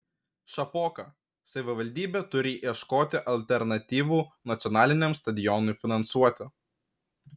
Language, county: Lithuanian, Kaunas